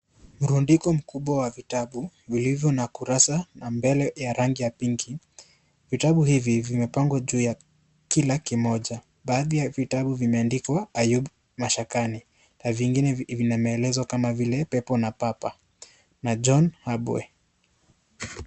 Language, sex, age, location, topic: Swahili, male, 25-35, Kisii, education